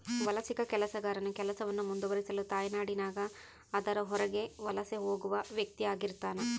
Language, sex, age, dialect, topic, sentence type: Kannada, female, 25-30, Central, agriculture, statement